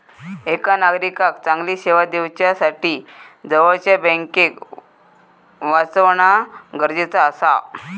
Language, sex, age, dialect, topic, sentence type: Marathi, female, 41-45, Southern Konkan, banking, statement